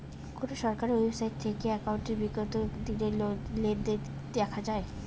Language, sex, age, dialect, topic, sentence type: Bengali, female, 18-24, Rajbangshi, banking, question